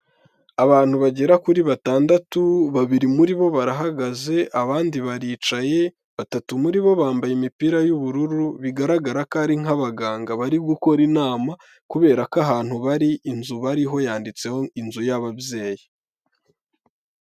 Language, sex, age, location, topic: Kinyarwanda, male, 18-24, Kigali, health